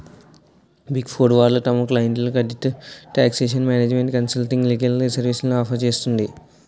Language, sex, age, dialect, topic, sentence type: Telugu, male, 51-55, Utterandhra, banking, statement